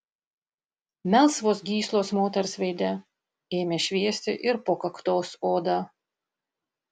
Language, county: Lithuanian, Panevėžys